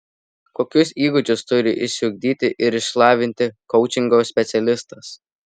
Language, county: Lithuanian, Vilnius